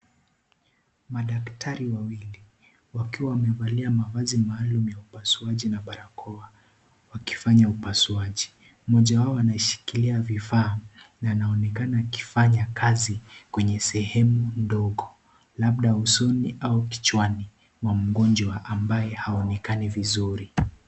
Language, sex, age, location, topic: Swahili, male, 18-24, Kisii, health